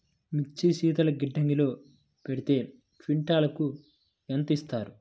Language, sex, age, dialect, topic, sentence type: Telugu, male, 25-30, Central/Coastal, banking, question